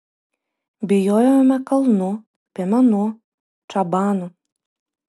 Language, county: Lithuanian, Vilnius